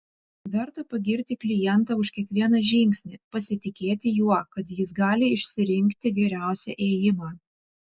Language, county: Lithuanian, Vilnius